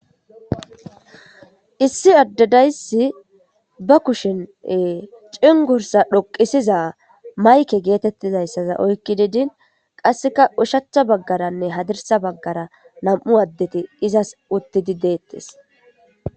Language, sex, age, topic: Gamo, female, 18-24, government